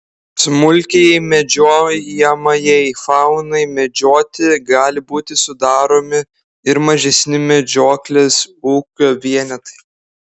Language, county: Lithuanian, Klaipėda